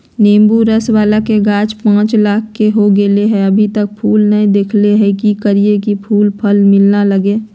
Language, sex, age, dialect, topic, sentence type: Magahi, female, 46-50, Southern, agriculture, question